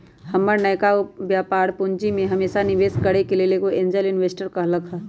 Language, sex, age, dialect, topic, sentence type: Magahi, female, 31-35, Western, banking, statement